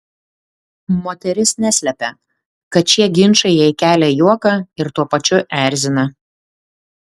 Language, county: Lithuanian, Klaipėda